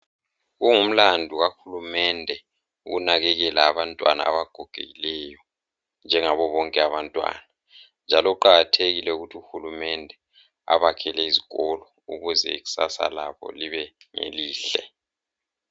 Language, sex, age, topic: North Ndebele, male, 36-49, health